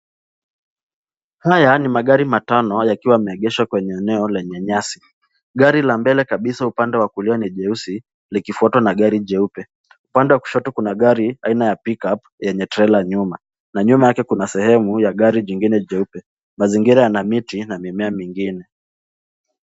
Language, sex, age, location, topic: Swahili, male, 18-24, Nairobi, finance